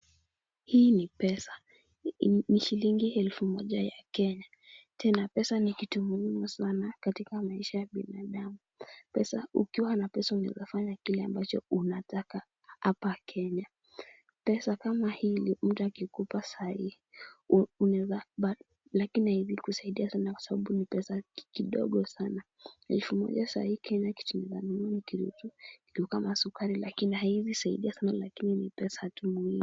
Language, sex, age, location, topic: Swahili, female, 18-24, Kisumu, finance